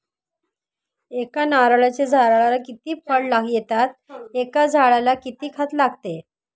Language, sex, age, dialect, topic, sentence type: Marathi, female, 51-55, Northern Konkan, agriculture, question